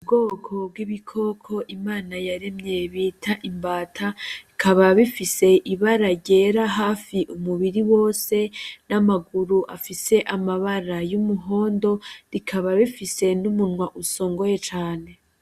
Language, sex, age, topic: Rundi, female, 18-24, agriculture